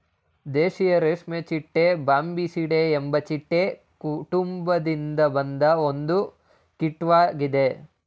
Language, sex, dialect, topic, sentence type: Kannada, male, Mysore Kannada, agriculture, statement